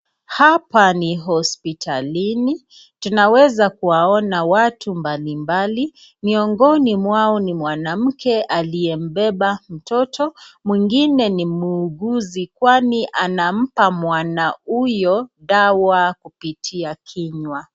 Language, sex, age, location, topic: Swahili, female, 36-49, Nakuru, health